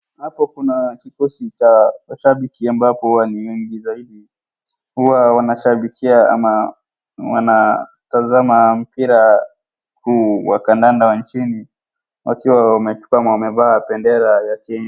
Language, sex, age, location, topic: Swahili, female, 36-49, Wajir, government